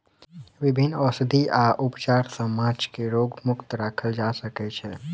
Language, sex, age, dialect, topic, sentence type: Maithili, male, 18-24, Southern/Standard, agriculture, statement